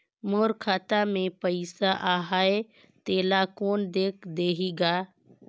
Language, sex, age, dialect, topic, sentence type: Chhattisgarhi, female, 25-30, Northern/Bhandar, banking, question